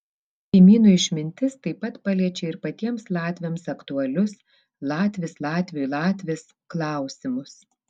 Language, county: Lithuanian, Vilnius